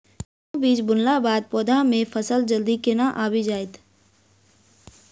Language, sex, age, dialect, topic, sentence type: Maithili, female, 41-45, Southern/Standard, agriculture, question